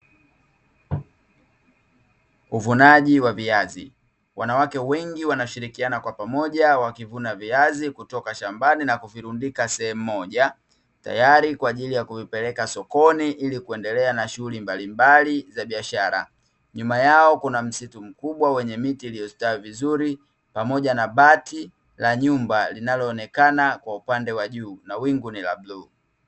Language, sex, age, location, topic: Swahili, male, 25-35, Dar es Salaam, agriculture